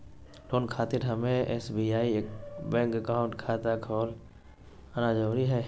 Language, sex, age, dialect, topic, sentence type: Magahi, male, 18-24, Southern, banking, question